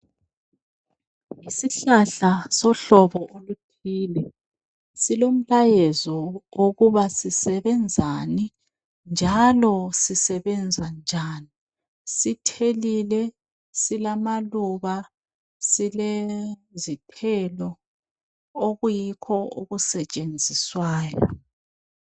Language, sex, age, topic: North Ndebele, female, 36-49, health